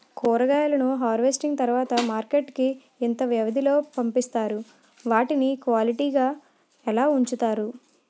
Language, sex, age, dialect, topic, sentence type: Telugu, female, 25-30, Utterandhra, agriculture, question